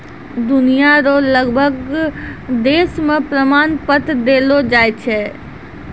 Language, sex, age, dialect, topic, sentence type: Maithili, female, 60-100, Angika, banking, statement